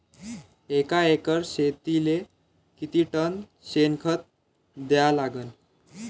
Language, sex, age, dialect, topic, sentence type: Marathi, male, 18-24, Varhadi, agriculture, question